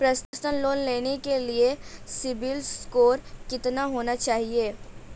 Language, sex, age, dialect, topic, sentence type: Hindi, female, 18-24, Marwari Dhudhari, banking, question